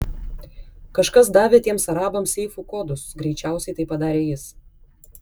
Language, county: Lithuanian, Klaipėda